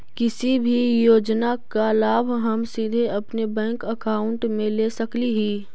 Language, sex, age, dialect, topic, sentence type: Magahi, female, 18-24, Central/Standard, banking, question